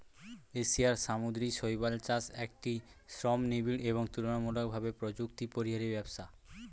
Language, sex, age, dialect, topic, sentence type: Bengali, male, 18-24, Standard Colloquial, agriculture, statement